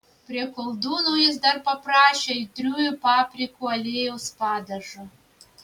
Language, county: Lithuanian, Vilnius